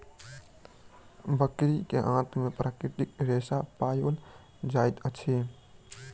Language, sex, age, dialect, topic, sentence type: Maithili, male, 18-24, Southern/Standard, agriculture, statement